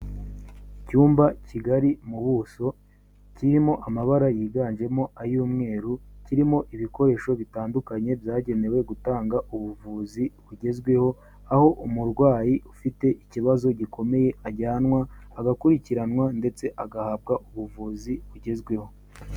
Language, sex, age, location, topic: Kinyarwanda, male, 18-24, Kigali, health